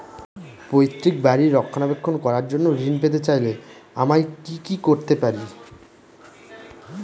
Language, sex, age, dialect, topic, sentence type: Bengali, male, 25-30, Northern/Varendri, banking, question